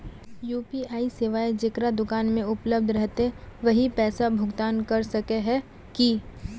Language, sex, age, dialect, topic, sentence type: Magahi, female, 18-24, Northeastern/Surjapuri, banking, question